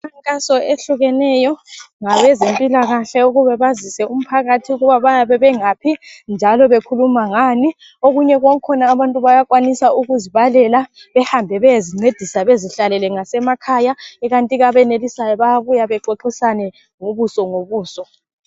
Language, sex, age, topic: North Ndebele, female, 25-35, health